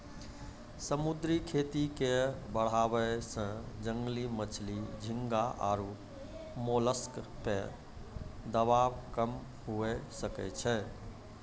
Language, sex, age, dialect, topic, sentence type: Maithili, male, 51-55, Angika, agriculture, statement